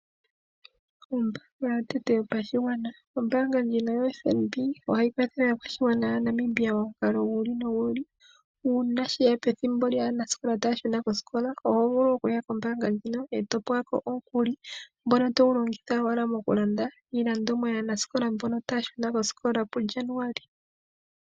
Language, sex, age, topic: Oshiwambo, female, 25-35, finance